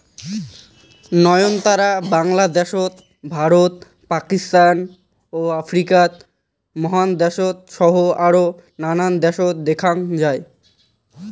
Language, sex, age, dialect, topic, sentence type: Bengali, male, 18-24, Rajbangshi, agriculture, statement